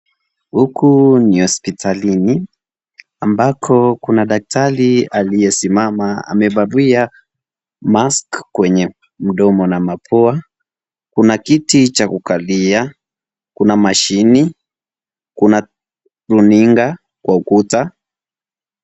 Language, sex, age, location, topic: Swahili, male, 18-24, Kisii, health